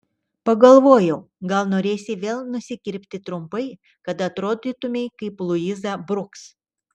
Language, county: Lithuanian, Telšiai